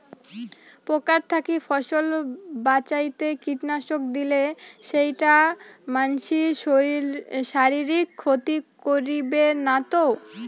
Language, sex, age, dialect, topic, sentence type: Bengali, female, <18, Rajbangshi, agriculture, question